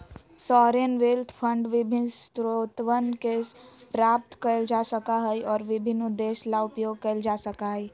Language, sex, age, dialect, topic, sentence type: Magahi, female, 56-60, Western, banking, statement